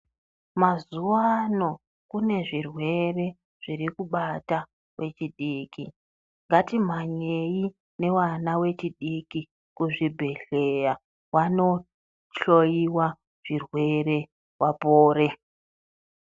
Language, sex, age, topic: Ndau, female, 36-49, health